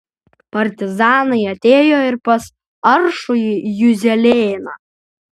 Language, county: Lithuanian, Utena